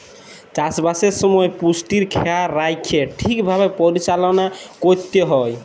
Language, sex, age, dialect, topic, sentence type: Bengali, male, 18-24, Jharkhandi, agriculture, statement